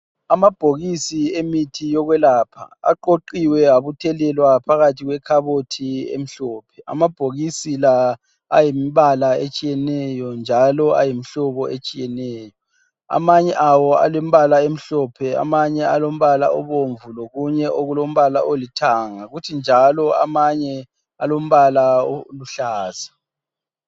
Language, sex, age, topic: North Ndebele, male, 25-35, health